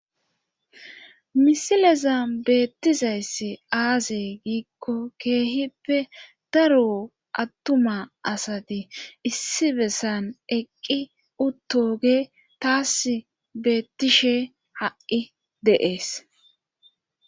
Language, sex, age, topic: Gamo, female, 25-35, government